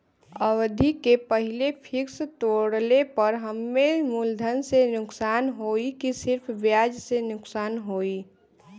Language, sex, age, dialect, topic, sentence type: Bhojpuri, female, 18-24, Western, banking, question